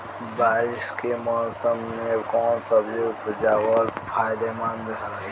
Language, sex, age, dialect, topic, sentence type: Bhojpuri, male, <18, Southern / Standard, agriculture, question